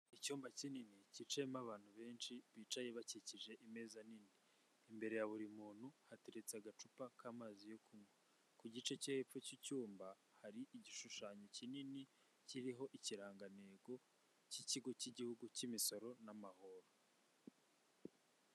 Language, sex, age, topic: Kinyarwanda, male, 25-35, government